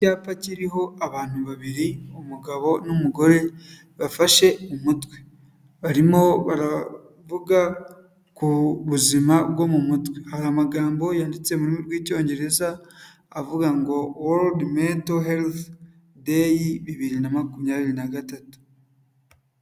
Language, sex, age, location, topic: Kinyarwanda, male, 25-35, Huye, health